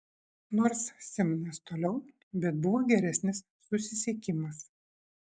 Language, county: Lithuanian, Šiauliai